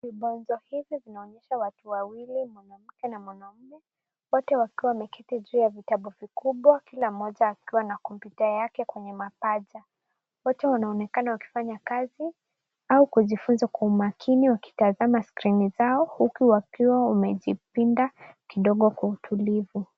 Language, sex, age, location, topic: Swahili, female, 18-24, Nairobi, education